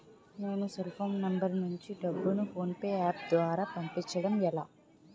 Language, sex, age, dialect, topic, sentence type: Telugu, female, 18-24, Utterandhra, banking, question